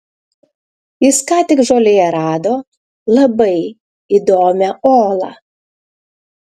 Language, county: Lithuanian, Klaipėda